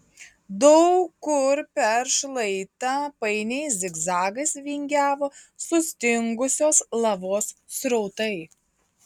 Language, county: Lithuanian, Marijampolė